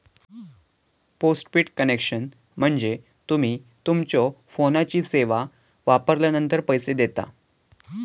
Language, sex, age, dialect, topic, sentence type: Marathi, male, <18, Southern Konkan, banking, statement